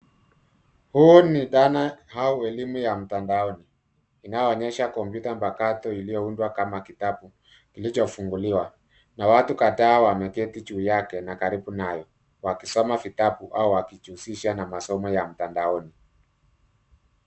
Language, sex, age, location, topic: Swahili, male, 50+, Nairobi, education